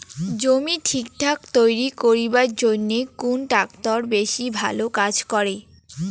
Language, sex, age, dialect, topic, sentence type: Bengali, female, 18-24, Rajbangshi, agriculture, question